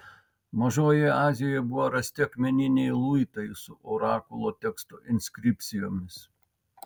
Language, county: Lithuanian, Vilnius